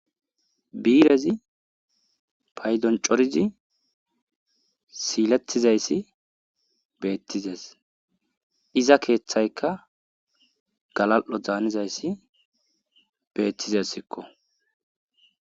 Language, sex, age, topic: Gamo, male, 18-24, government